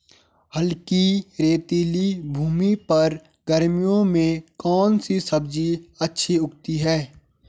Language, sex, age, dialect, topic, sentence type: Hindi, male, 18-24, Garhwali, agriculture, question